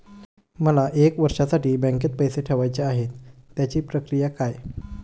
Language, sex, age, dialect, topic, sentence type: Marathi, male, 25-30, Standard Marathi, banking, question